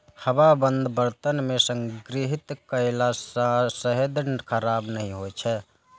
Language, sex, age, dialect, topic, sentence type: Maithili, male, 25-30, Eastern / Thethi, agriculture, statement